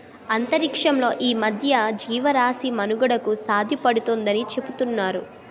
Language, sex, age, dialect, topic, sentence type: Telugu, female, 18-24, Utterandhra, agriculture, statement